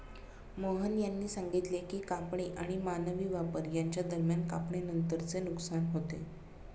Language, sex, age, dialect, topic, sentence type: Marathi, female, 36-40, Standard Marathi, agriculture, statement